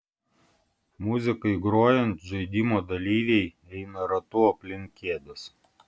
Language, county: Lithuanian, Vilnius